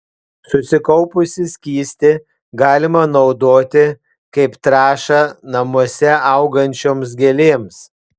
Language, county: Lithuanian, Panevėžys